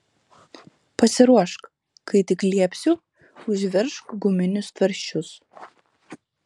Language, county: Lithuanian, Šiauliai